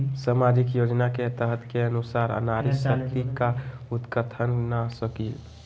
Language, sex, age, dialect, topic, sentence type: Magahi, male, 18-24, Western, banking, question